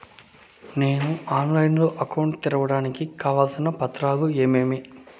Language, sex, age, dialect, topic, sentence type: Telugu, male, 31-35, Southern, banking, question